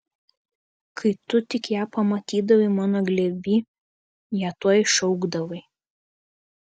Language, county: Lithuanian, Kaunas